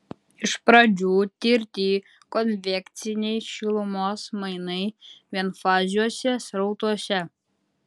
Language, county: Lithuanian, Utena